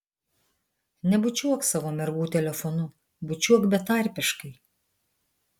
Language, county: Lithuanian, Vilnius